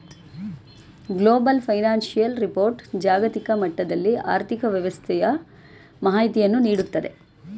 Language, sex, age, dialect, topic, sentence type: Kannada, female, 18-24, Mysore Kannada, banking, statement